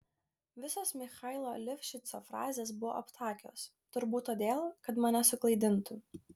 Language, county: Lithuanian, Klaipėda